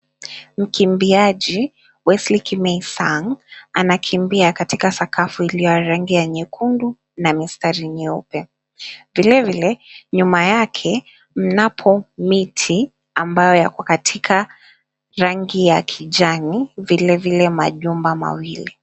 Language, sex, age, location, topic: Swahili, female, 25-35, Mombasa, education